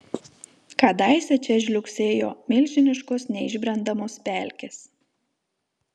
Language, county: Lithuanian, Telšiai